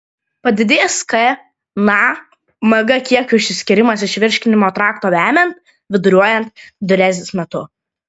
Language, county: Lithuanian, Klaipėda